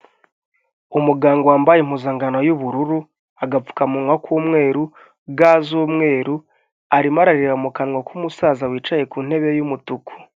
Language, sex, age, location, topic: Kinyarwanda, male, 25-35, Kigali, health